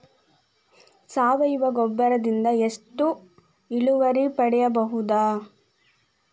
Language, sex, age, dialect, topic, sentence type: Kannada, female, 25-30, Dharwad Kannada, agriculture, question